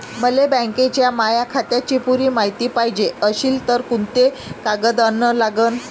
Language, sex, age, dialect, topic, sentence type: Marathi, female, 56-60, Varhadi, banking, question